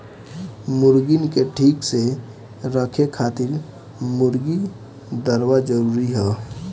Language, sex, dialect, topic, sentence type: Bhojpuri, male, Northern, agriculture, statement